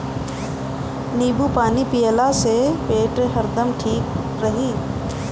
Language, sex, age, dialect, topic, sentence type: Bhojpuri, female, 60-100, Northern, agriculture, statement